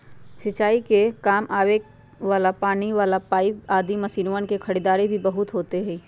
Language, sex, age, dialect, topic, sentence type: Magahi, female, 46-50, Western, agriculture, statement